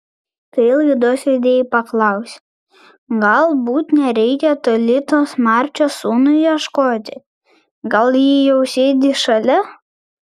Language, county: Lithuanian, Vilnius